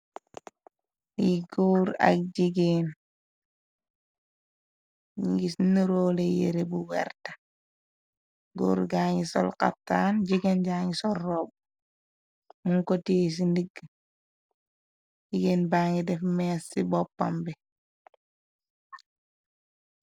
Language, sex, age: Wolof, female, 18-24